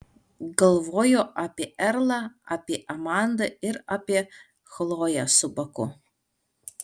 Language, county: Lithuanian, Alytus